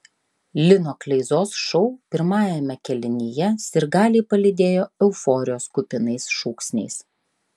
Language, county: Lithuanian, Klaipėda